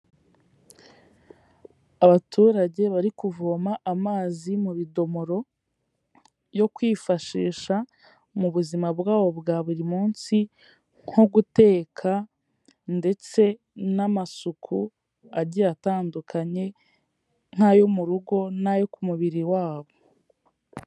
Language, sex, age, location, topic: Kinyarwanda, female, 18-24, Kigali, health